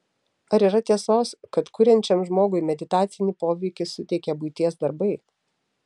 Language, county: Lithuanian, Telšiai